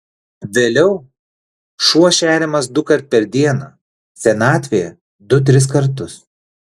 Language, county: Lithuanian, Klaipėda